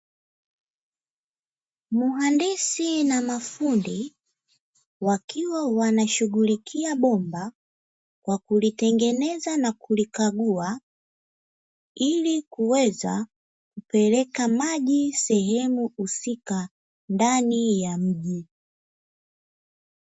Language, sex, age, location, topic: Swahili, female, 18-24, Dar es Salaam, government